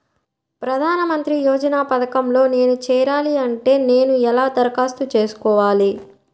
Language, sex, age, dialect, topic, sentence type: Telugu, female, 60-100, Central/Coastal, banking, question